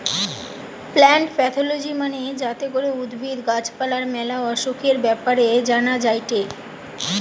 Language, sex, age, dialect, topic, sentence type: Bengali, female, 18-24, Western, agriculture, statement